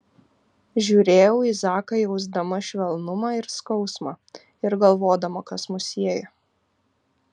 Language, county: Lithuanian, Panevėžys